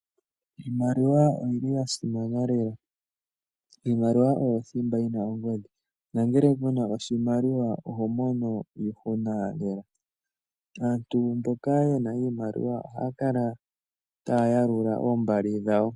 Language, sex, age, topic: Oshiwambo, male, 18-24, finance